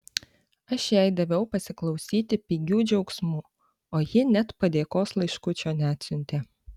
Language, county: Lithuanian, Panevėžys